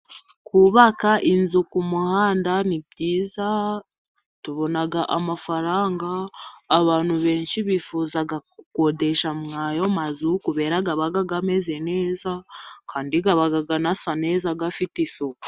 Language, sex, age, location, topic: Kinyarwanda, female, 18-24, Musanze, government